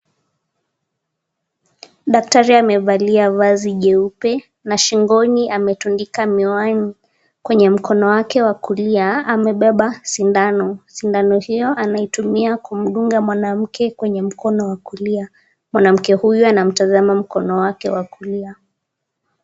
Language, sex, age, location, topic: Swahili, female, 18-24, Nakuru, health